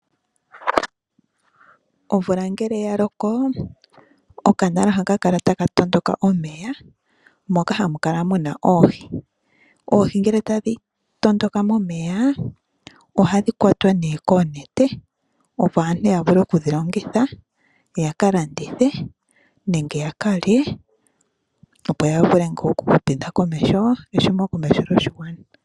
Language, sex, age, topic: Oshiwambo, female, 25-35, agriculture